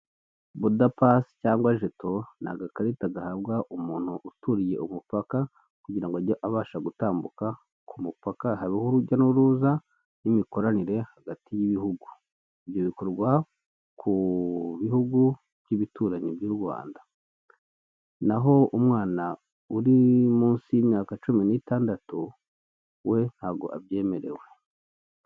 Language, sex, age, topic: Kinyarwanda, male, 25-35, government